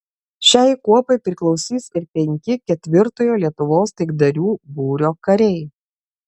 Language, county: Lithuanian, Klaipėda